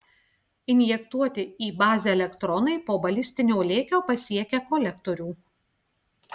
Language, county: Lithuanian, Klaipėda